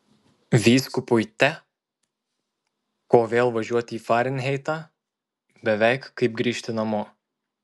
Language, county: Lithuanian, Marijampolė